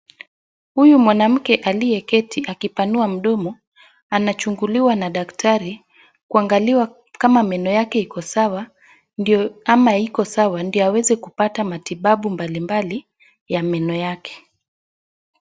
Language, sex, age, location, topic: Swahili, female, 25-35, Wajir, health